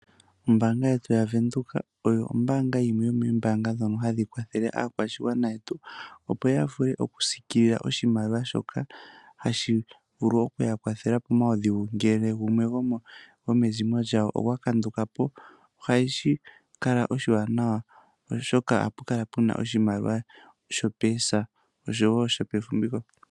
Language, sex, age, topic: Oshiwambo, male, 25-35, finance